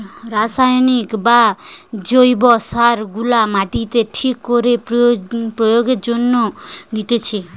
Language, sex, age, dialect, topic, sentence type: Bengali, female, 18-24, Western, agriculture, statement